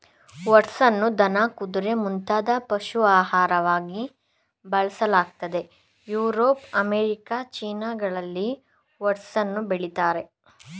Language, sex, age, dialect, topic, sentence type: Kannada, male, 41-45, Mysore Kannada, agriculture, statement